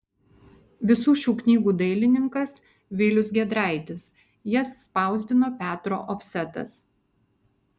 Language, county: Lithuanian, Vilnius